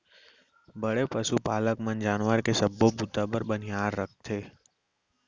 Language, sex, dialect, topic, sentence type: Chhattisgarhi, male, Central, agriculture, statement